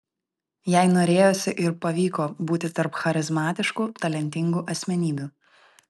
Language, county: Lithuanian, Vilnius